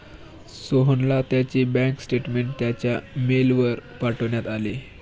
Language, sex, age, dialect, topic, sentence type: Marathi, male, 18-24, Standard Marathi, banking, statement